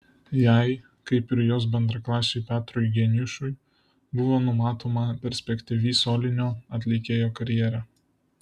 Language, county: Lithuanian, Vilnius